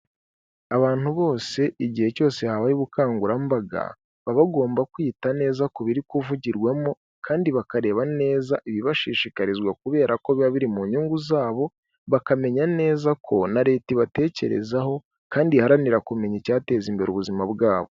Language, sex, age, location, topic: Kinyarwanda, male, 18-24, Kigali, health